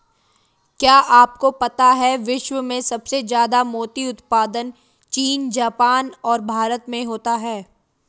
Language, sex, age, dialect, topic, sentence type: Hindi, female, 18-24, Marwari Dhudhari, agriculture, statement